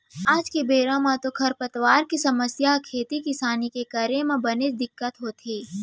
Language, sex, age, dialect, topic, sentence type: Chhattisgarhi, female, 18-24, Central, agriculture, statement